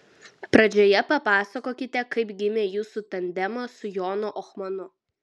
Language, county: Lithuanian, Vilnius